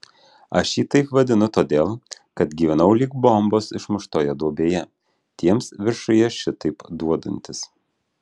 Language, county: Lithuanian, Alytus